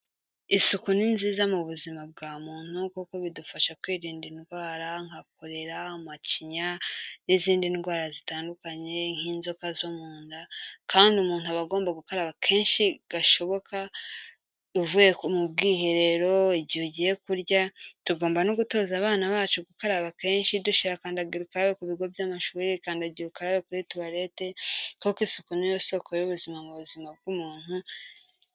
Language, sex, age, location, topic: Kinyarwanda, female, 18-24, Kigali, health